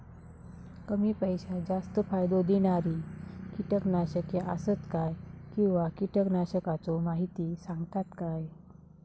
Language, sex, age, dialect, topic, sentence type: Marathi, female, 18-24, Southern Konkan, agriculture, question